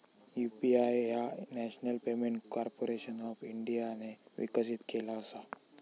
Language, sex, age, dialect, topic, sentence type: Marathi, male, 18-24, Southern Konkan, banking, statement